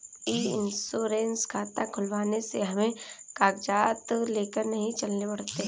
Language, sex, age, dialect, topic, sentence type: Hindi, female, 18-24, Kanauji Braj Bhasha, banking, statement